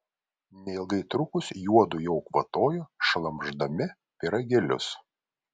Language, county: Lithuanian, Vilnius